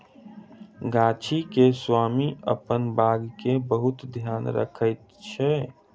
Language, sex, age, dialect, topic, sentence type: Maithili, male, 25-30, Southern/Standard, agriculture, statement